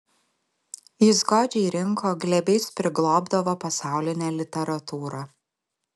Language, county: Lithuanian, Alytus